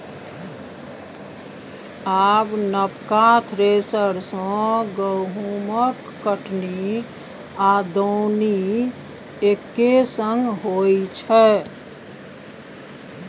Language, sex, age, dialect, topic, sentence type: Maithili, female, 56-60, Bajjika, agriculture, statement